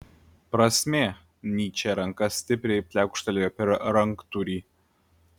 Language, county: Lithuanian, Klaipėda